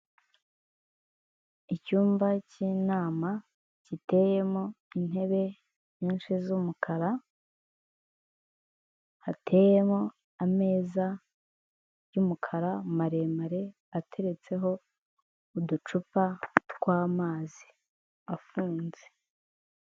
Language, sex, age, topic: Kinyarwanda, female, 18-24, finance